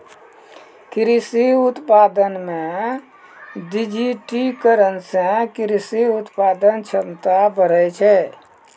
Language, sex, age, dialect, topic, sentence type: Maithili, male, 56-60, Angika, agriculture, statement